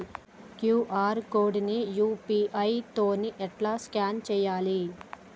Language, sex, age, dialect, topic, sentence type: Telugu, female, 25-30, Telangana, banking, question